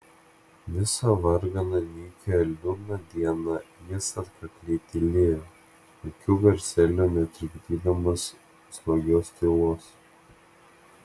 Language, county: Lithuanian, Klaipėda